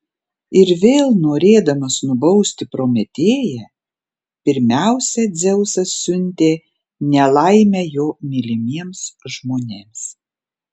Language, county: Lithuanian, Panevėžys